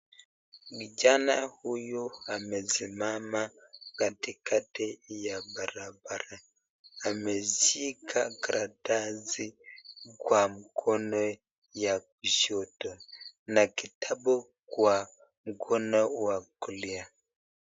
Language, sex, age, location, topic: Swahili, male, 25-35, Nakuru, government